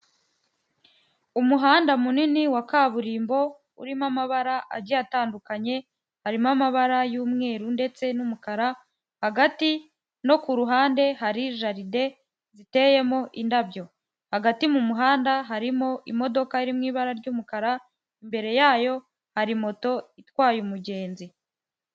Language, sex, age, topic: Kinyarwanda, female, 18-24, government